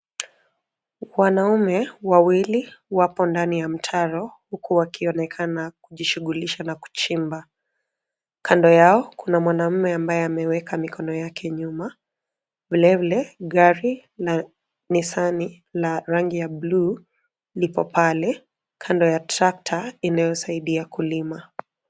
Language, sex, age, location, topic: Swahili, female, 25-35, Nairobi, government